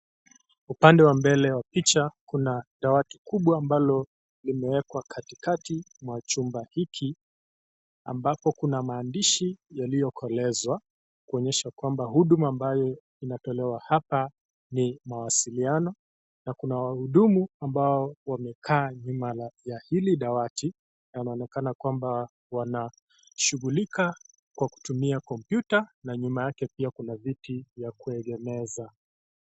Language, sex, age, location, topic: Swahili, male, 25-35, Kisii, government